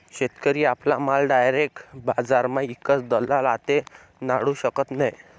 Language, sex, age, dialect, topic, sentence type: Marathi, male, 25-30, Northern Konkan, agriculture, statement